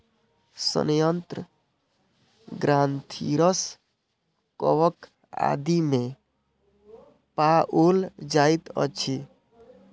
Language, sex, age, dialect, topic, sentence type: Maithili, male, 18-24, Southern/Standard, agriculture, statement